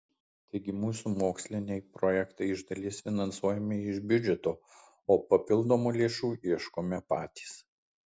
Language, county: Lithuanian, Kaunas